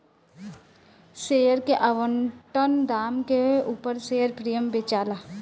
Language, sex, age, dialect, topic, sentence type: Bhojpuri, female, 18-24, Southern / Standard, banking, statement